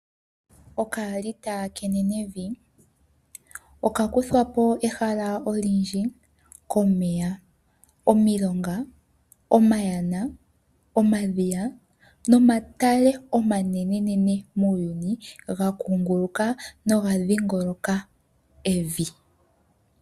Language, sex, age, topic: Oshiwambo, female, 18-24, agriculture